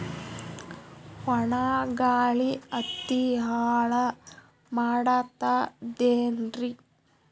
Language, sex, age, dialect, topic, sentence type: Kannada, female, 31-35, Northeastern, agriculture, question